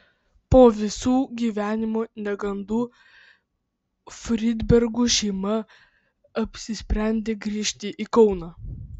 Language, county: Lithuanian, Vilnius